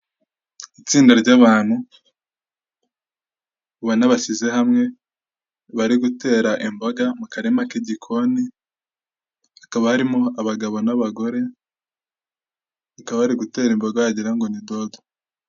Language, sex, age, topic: Kinyarwanda, male, 18-24, health